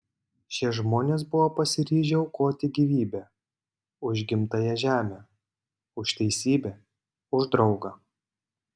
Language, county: Lithuanian, Panevėžys